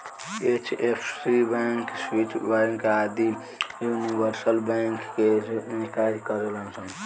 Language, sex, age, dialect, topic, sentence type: Bhojpuri, male, <18, Southern / Standard, banking, statement